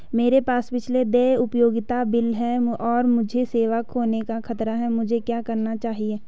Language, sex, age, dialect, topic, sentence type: Hindi, female, 18-24, Hindustani Malvi Khadi Boli, banking, question